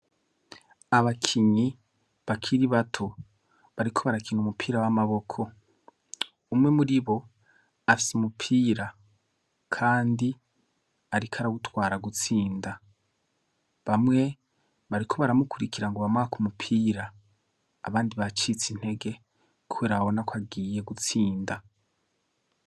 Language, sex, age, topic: Rundi, male, 25-35, education